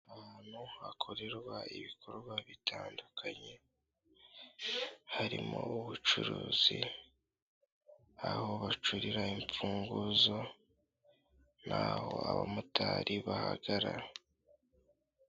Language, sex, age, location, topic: Kinyarwanda, male, 18-24, Kigali, government